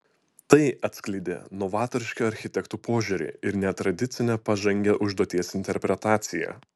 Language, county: Lithuanian, Utena